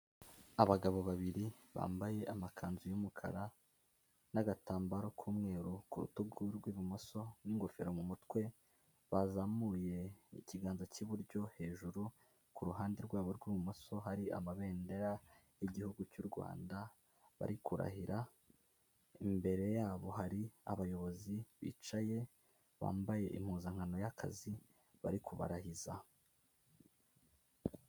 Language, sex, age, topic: Kinyarwanda, male, 18-24, government